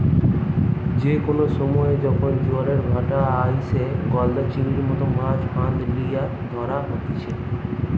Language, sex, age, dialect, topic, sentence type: Bengali, male, 18-24, Western, agriculture, statement